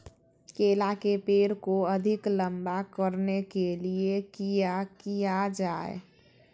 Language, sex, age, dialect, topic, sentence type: Magahi, female, 25-30, Southern, agriculture, question